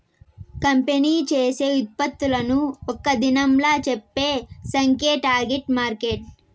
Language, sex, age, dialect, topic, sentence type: Telugu, female, 18-24, Southern, banking, statement